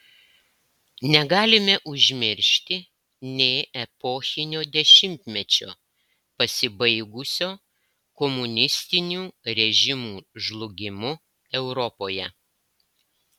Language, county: Lithuanian, Klaipėda